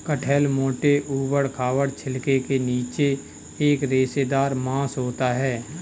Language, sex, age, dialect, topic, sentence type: Hindi, male, 25-30, Kanauji Braj Bhasha, agriculture, statement